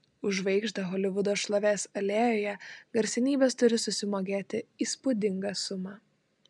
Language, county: Lithuanian, Klaipėda